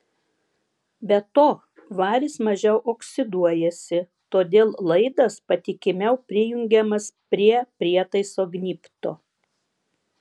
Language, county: Lithuanian, Vilnius